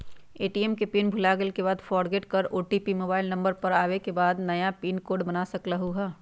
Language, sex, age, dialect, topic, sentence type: Magahi, female, 31-35, Western, banking, question